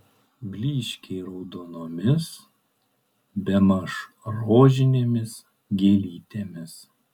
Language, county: Lithuanian, Kaunas